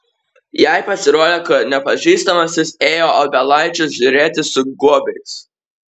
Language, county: Lithuanian, Kaunas